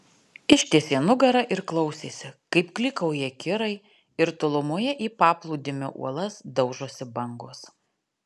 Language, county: Lithuanian, Alytus